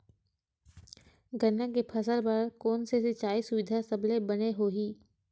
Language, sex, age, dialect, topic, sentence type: Chhattisgarhi, female, 18-24, Western/Budati/Khatahi, agriculture, question